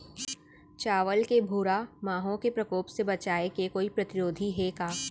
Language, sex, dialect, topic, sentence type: Chhattisgarhi, female, Central, agriculture, question